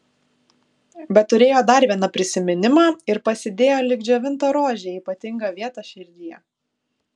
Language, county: Lithuanian, Kaunas